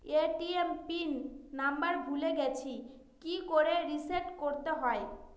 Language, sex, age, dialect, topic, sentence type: Bengali, female, 25-30, Northern/Varendri, banking, question